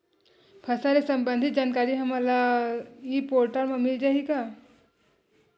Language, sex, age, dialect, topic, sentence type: Chhattisgarhi, female, 31-35, Western/Budati/Khatahi, agriculture, question